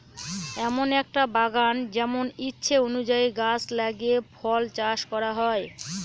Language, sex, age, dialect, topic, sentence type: Bengali, female, 41-45, Northern/Varendri, agriculture, statement